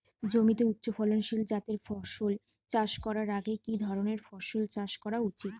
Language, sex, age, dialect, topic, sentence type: Bengali, female, 25-30, Northern/Varendri, agriculture, question